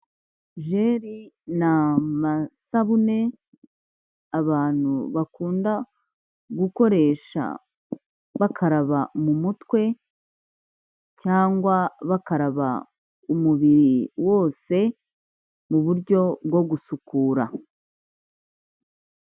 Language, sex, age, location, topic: Kinyarwanda, female, 25-35, Kigali, health